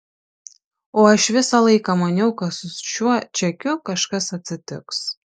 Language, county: Lithuanian, Šiauliai